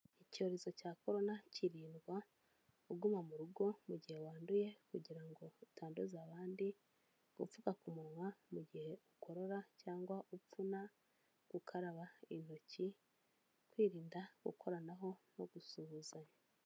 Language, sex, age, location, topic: Kinyarwanda, female, 25-35, Kigali, health